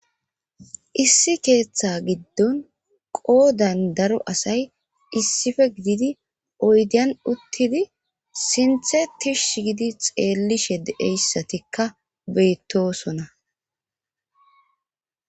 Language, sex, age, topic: Gamo, female, 36-49, government